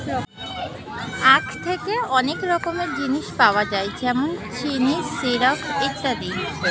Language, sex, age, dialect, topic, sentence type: Bengali, female, 25-30, Standard Colloquial, agriculture, statement